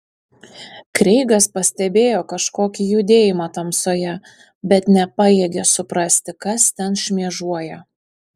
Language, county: Lithuanian, Panevėžys